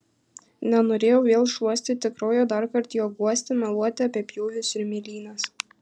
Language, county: Lithuanian, Kaunas